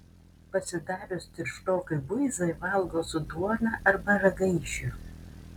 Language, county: Lithuanian, Panevėžys